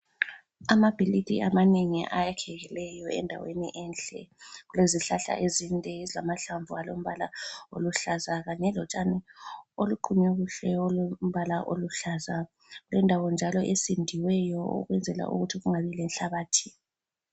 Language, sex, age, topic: North Ndebele, female, 36-49, education